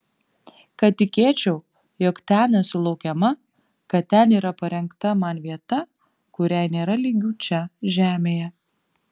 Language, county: Lithuanian, Panevėžys